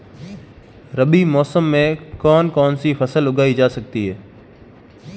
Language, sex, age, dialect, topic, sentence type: Hindi, male, 18-24, Marwari Dhudhari, agriculture, question